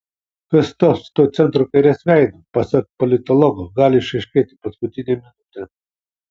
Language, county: Lithuanian, Kaunas